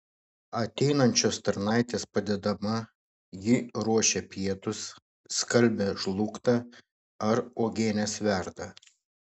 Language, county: Lithuanian, Šiauliai